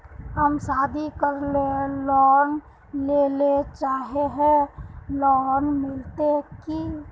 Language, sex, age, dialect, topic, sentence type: Magahi, female, 18-24, Northeastern/Surjapuri, banking, question